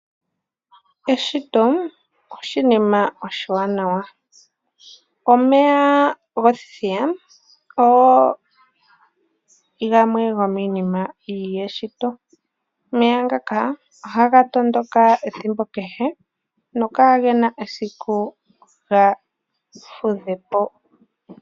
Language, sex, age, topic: Oshiwambo, female, 18-24, agriculture